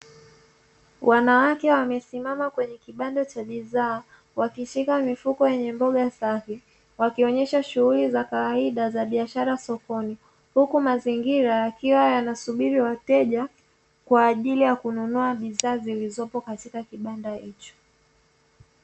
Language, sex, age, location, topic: Swahili, female, 25-35, Dar es Salaam, finance